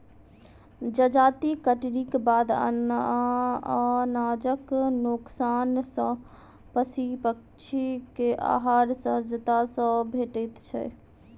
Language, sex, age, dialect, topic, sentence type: Maithili, female, 18-24, Southern/Standard, agriculture, statement